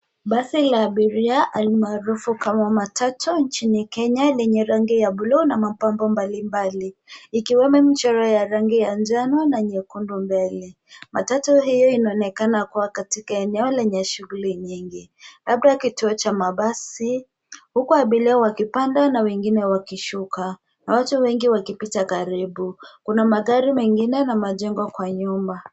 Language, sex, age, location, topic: Swahili, female, 18-24, Nairobi, government